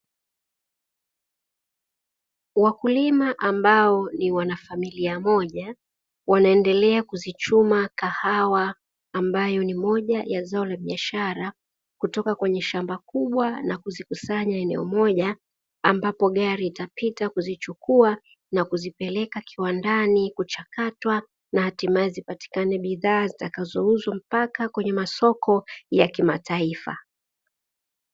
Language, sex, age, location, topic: Swahili, female, 36-49, Dar es Salaam, agriculture